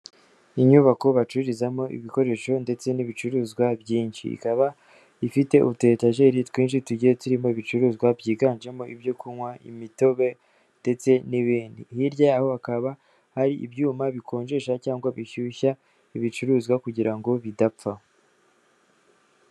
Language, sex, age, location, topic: Kinyarwanda, female, 18-24, Kigali, finance